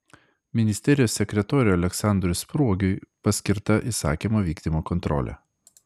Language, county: Lithuanian, Klaipėda